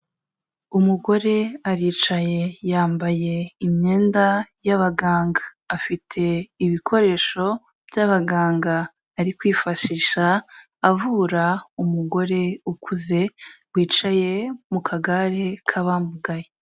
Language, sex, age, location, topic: Kinyarwanda, female, 18-24, Kigali, health